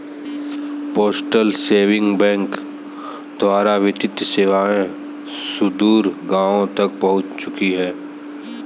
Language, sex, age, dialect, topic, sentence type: Hindi, male, 18-24, Kanauji Braj Bhasha, banking, statement